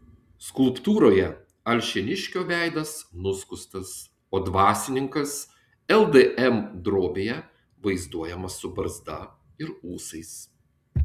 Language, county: Lithuanian, Tauragė